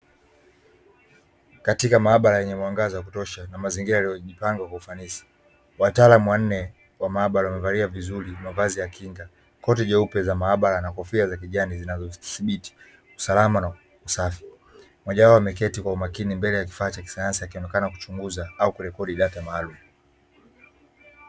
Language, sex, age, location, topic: Swahili, male, 25-35, Dar es Salaam, health